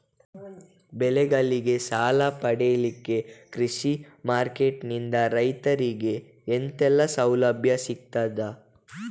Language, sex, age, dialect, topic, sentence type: Kannada, female, 18-24, Coastal/Dakshin, agriculture, question